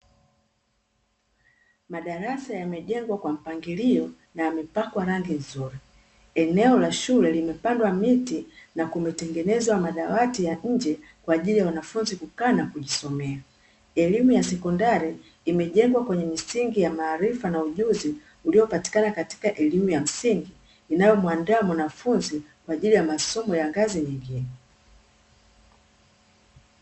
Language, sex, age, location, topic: Swahili, female, 36-49, Dar es Salaam, education